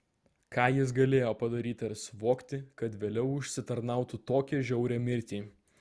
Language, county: Lithuanian, Vilnius